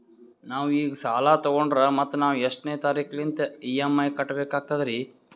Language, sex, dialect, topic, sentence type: Kannada, male, Northeastern, banking, question